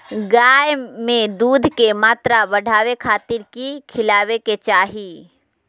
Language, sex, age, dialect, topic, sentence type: Magahi, female, 51-55, Southern, agriculture, question